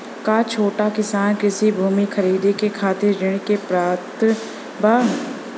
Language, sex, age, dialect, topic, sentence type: Bhojpuri, female, 25-30, Southern / Standard, agriculture, statement